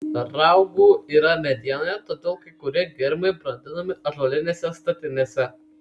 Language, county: Lithuanian, Kaunas